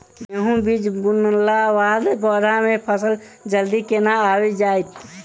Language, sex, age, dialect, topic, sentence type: Maithili, male, 18-24, Southern/Standard, agriculture, question